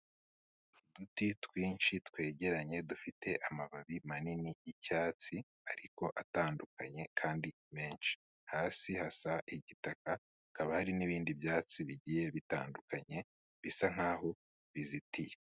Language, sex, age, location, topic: Kinyarwanda, male, 25-35, Kigali, health